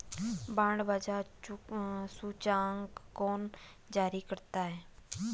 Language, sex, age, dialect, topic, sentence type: Hindi, female, 25-30, Garhwali, banking, statement